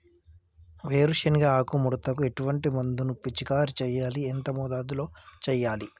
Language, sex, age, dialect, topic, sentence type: Telugu, male, 25-30, Telangana, agriculture, question